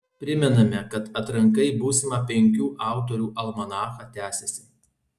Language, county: Lithuanian, Alytus